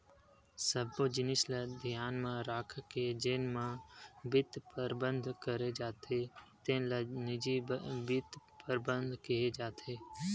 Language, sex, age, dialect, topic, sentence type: Chhattisgarhi, male, 18-24, Western/Budati/Khatahi, banking, statement